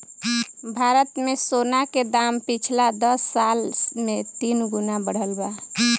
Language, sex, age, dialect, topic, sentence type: Bhojpuri, female, 25-30, Southern / Standard, banking, statement